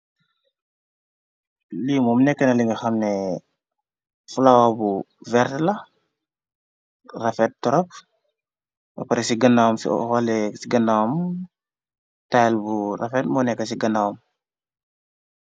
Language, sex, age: Wolof, male, 25-35